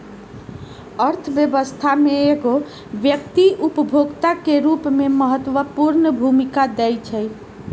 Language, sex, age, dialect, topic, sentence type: Magahi, female, 31-35, Western, banking, statement